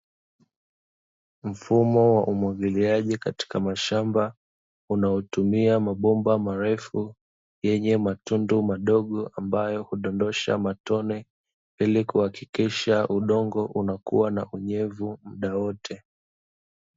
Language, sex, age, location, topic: Swahili, male, 25-35, Dar es Salaam, agriculture